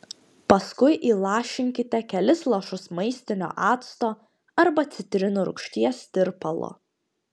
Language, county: Lithuanian, Panevėžys